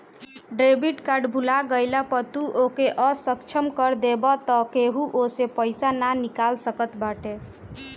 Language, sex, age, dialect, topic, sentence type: Bhojpuri, female, 18-24, Northern, banking, statement